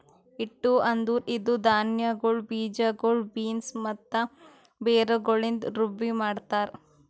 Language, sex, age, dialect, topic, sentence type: Kannada, female, 18-24, Northeastern, agriculture, statement